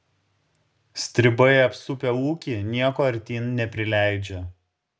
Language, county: Lithuanian, Šiauliai